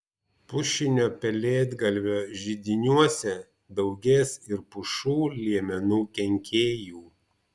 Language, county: Lithuanian, Vilnius